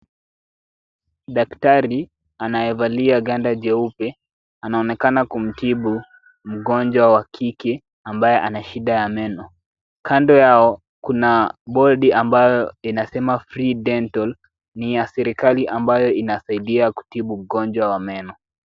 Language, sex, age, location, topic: Swahili, male, 18-24, Kisumu, health